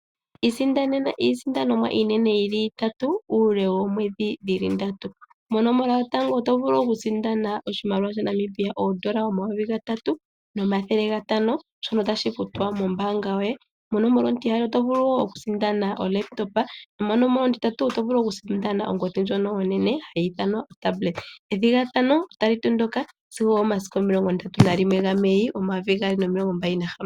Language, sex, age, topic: Oshiwambo, female, 18-24, finance